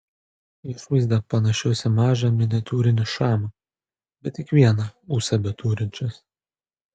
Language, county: Lithuanian, Panevėžys